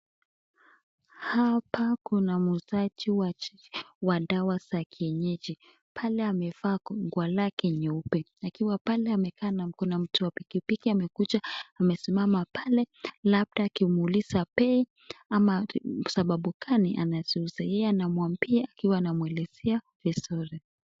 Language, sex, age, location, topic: Swahili, female, 18-24, Nakuru, government